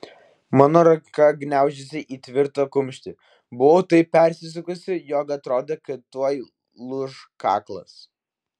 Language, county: Lithuanian, Vilnius